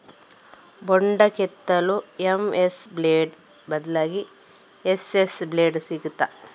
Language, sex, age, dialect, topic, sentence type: Kannada, female, 36-40, Coastal/Dakshin, agriculture, question